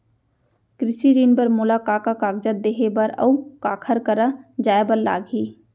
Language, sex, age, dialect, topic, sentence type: Chhattisgarhi, female, 25-30, Central, banking, question